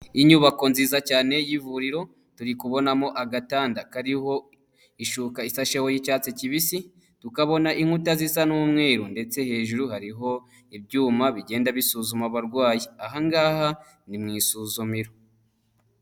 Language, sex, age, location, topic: Kinyarwanda, male, 25-35, Huye, health